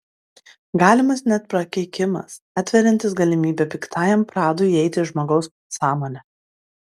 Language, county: Lithuanian, Klaipėda